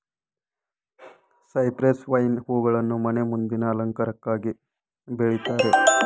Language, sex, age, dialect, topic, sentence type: Kannada, male, 25-30, Mysore Kannada, agriculture, statement